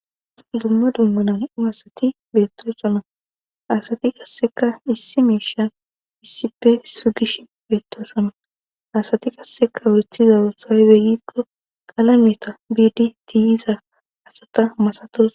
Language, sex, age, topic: Gamo, female, 25-35, government